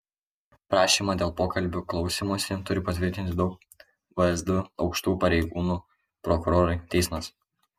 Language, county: Lithuanian, Kaunas